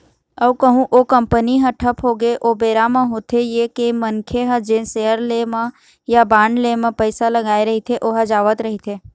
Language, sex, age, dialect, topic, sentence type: Chhattisgarhi, female, 36-40, Eastern, banking, statement